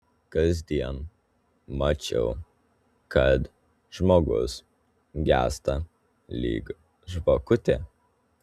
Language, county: Lithuanian, Telšiai